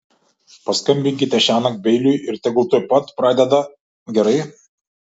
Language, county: Lithuanian, Šiauliai